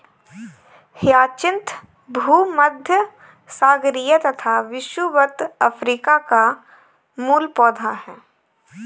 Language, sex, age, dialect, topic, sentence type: Hindi, female, 18-24, Kanauji Braj Bhasha, agriculture, statement